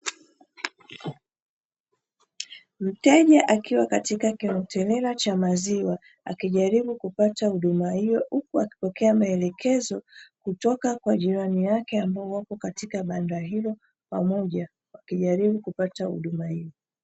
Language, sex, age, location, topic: Swahili, female, 36-49, Dar es Salaam, finance